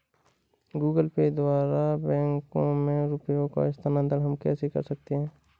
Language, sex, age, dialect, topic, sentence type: Hindi, male, 18-24, Awadhi Bundeli, banking, question